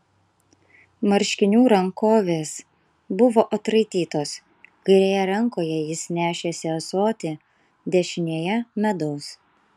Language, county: Lithuanian, Kaunas